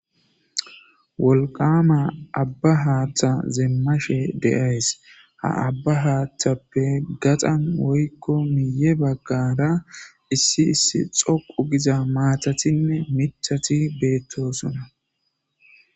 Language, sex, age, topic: Gamo, male, 18-24, government